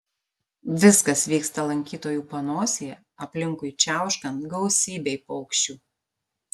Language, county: Lithuanian, Marijampolė